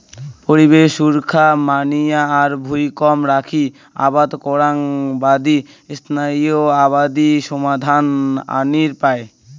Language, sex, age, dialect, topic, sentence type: Bengali, male, <18, Rajbangshi, agriculture, statement